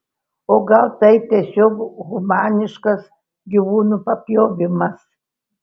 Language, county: Lithuanian, Telšiai